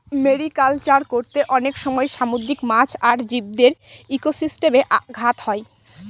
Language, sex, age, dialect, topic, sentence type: Bengali, female, 18-24, Northern/Varendri, agriculture, statement